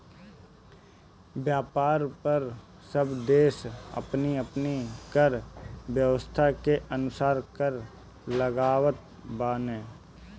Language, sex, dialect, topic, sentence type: Bhojpuri, male, Northern, banking, statement